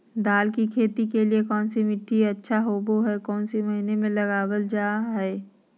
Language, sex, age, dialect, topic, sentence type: Magahi, female, 51-55, Southern, agriculture, question